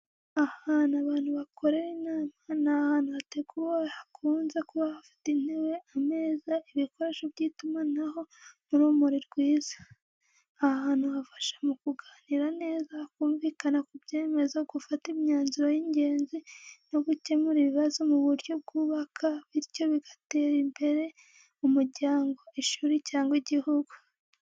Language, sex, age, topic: Kinyarwanda, female, 18-24, education